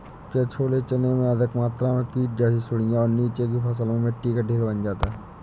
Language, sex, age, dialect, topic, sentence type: Hindi, male, 18-24, Awadhi Bundeli, agriculture, question